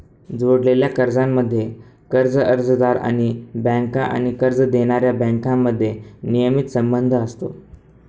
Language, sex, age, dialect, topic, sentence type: Marathi, male, 18-24, Northern Konkan, banking, statement